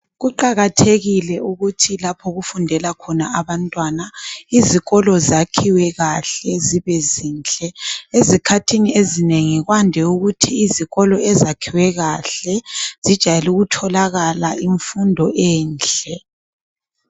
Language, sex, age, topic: North Ndebele, male, 25-35, education